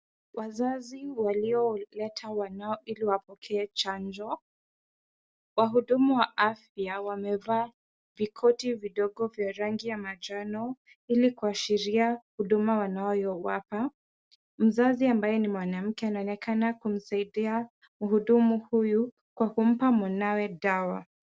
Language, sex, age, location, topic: Swahili, female, 18-24, Kisumu, health